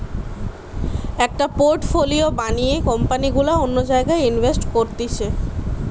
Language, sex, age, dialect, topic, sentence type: Bengali, female, 18-24, Western, banking, statement